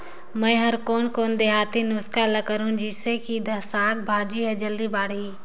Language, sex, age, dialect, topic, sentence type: Chhattisgarhi, female, 18-24, Northern/Bhandar, agriculture, question